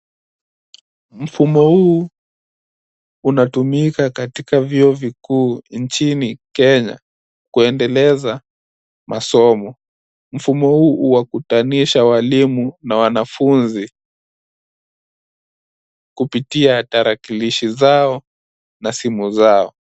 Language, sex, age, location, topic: Swahili, male, 18-24, Nairobi, education